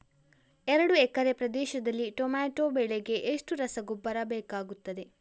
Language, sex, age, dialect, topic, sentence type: Kannada, female, 56-60, Coastal/Dakshin, agriculture, question